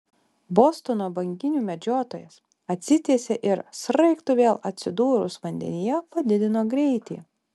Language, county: Lithuanian, Alytus